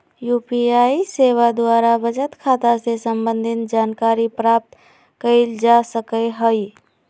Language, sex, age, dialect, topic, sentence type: Magahi, female, 18-24, Western, banking, statement